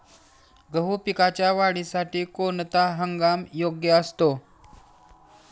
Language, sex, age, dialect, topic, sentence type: Marathi, male, 46-50, Standard Marathi, agriculture, question